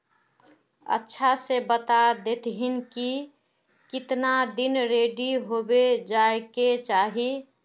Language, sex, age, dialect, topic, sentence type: Magahi, female, 41-45, Northeastern/Surjapuri, agriculture, question